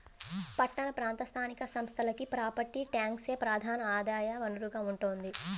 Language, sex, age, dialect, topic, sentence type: Telugu, female, 18-24, Central/Coastal, banking, statement